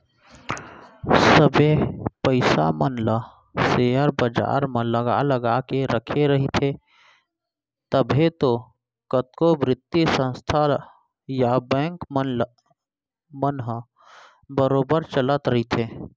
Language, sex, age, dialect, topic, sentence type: Chhattisgarhi, male, 31-35, Central, banking, statement